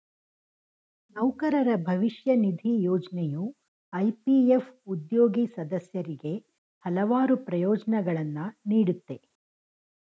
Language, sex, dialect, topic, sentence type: Kannada, female, Mysore Kannada, banking, statement